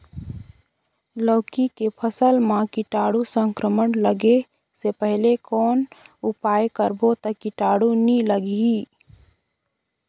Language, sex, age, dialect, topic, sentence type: Chhattisgarhi, female, 18-24, Northern/Bhandar, agriculture, question